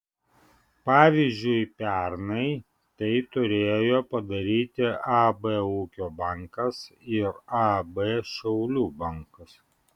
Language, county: Lithuanian, Vilnius